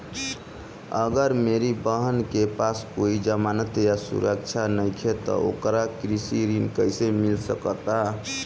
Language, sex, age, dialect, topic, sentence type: Bhojpuri, male, 25-30, Northern, agriculture, statement